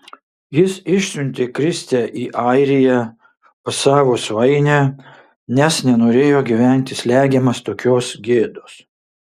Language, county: Lithuanian, Šiauliai